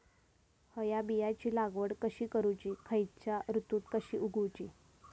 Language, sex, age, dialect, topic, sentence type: Marathi, female, 18-24, Southern Konkan, agriculture, question